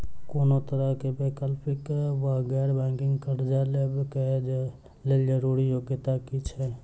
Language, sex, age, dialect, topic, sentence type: Maithili, male, 18-24, Southern/Standard, banking, question